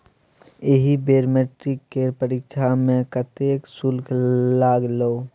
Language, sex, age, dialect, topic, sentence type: Maithili, male, 18-24, Bajjika, banking, statement